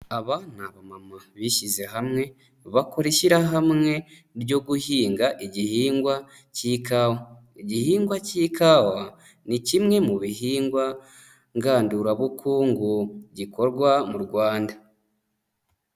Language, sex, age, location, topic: Kinyarwanda, male, 25-35, Nyagatare, agriculture